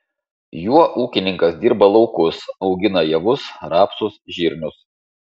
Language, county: Lithuanian, Šiauliai